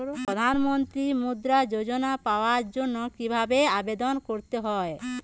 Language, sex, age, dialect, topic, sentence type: Bengali, female, 18-24, Western, banking, question